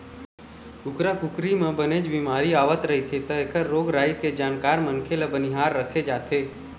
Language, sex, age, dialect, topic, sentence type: Chhattisgarhi, male, 25-30, Eastern, agriculture, statement